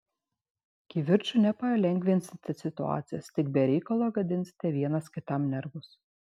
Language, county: Lithuanian, Šiauliai